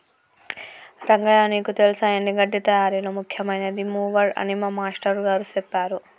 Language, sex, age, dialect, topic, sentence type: Telugu, female, 25-30, Telangana, agriculture, statement